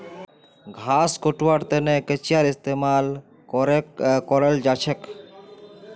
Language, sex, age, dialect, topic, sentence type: Magahi, male, 31-35, Northeastern/Surjapuri, agriculture, statement